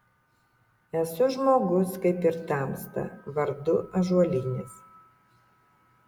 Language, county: Lithuanian, Utena